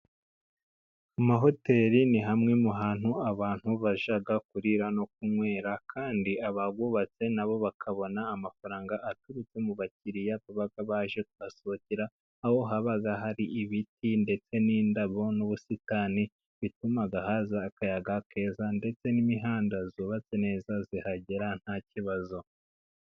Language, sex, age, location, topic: Kinyarwanda, male, 50+, Musanze, finance